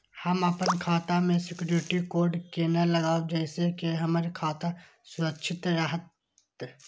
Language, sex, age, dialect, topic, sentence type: Maithili, male, 18-24, Eastern / Thethi, banking, question